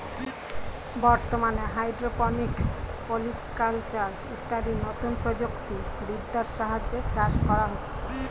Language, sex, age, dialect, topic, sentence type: Bengali, female, 41-45, Standard Colloquial, agriculture, statement